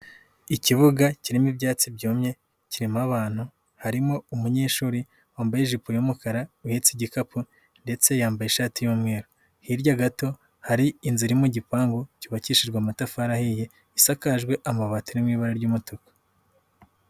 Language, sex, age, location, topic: Kinyarwanda, male, 18-24, Nyagatare, education